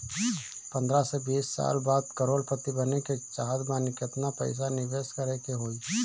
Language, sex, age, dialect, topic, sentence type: Bhojpuri, male, 25-30, Northern, banking, question